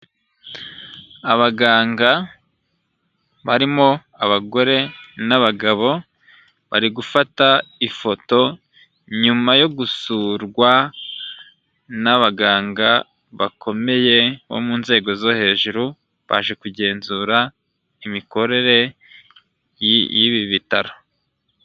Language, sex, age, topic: Kinyarwanda, male, 25-35, health